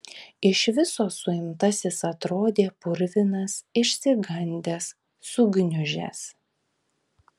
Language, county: Lithuanian, Vilnius